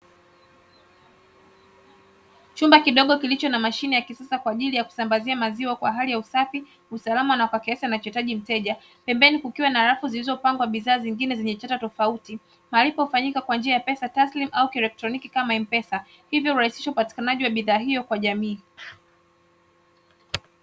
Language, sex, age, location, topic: Swahili, female, 25-35, Dar es Salaam, finance